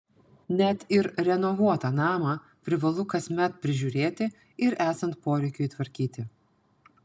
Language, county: Lithuanian, Panevėžys